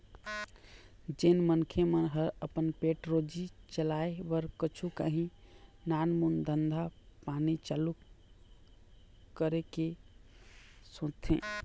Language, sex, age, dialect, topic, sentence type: Chhattisgarhi, male, 25-30, Eastern, banking, statement